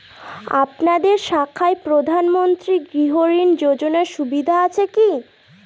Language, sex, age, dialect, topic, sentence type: Bengali, female, 18-24, Northern/Varendri, banking, question